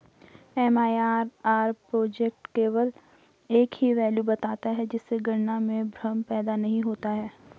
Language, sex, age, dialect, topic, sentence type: Hindi, female, 25-30, Garhwali, banking, statement